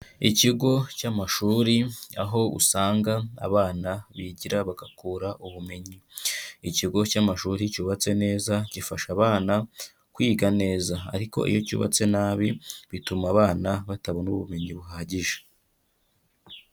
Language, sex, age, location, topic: Kinyarwanda, female, 25-35, Kigali, education